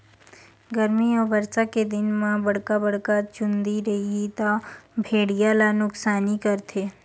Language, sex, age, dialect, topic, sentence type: Chhattisgarhi, female, 18-24, Western/Budati/Khatahi, agriculture, statement